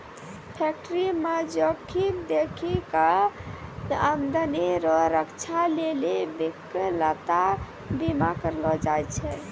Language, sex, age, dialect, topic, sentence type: Maithili, female, 18-24, Angika, banking, statement